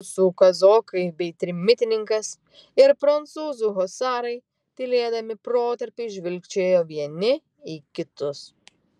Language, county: Lithuanian, Vilnius